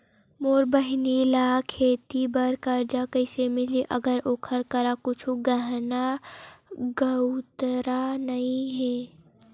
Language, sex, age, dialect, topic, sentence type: Chhattisgarhi, female, 18-24, Western/Budati/Khatahi, agriculture, statement